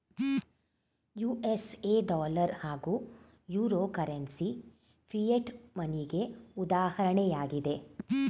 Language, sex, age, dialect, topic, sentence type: Kannada, female, 46-50, Mysore Kannada, banking, statement